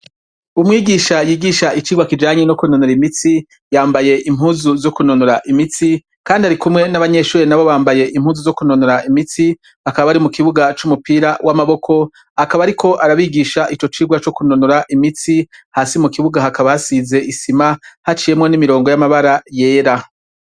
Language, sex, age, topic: Rundi, male, 36-49, education